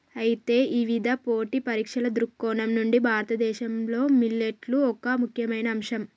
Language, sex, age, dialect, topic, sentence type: Telugu, female, 41-45, Telangana, agriculture, statement